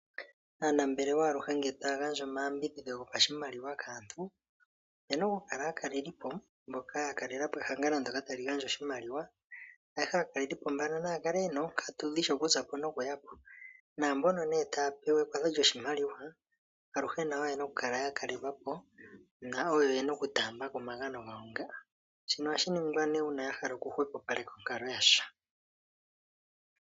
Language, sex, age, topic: Oshiwambo, male, 25-35, finance